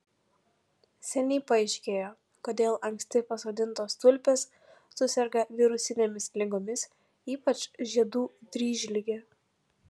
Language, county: Lithuanian, Panevėžys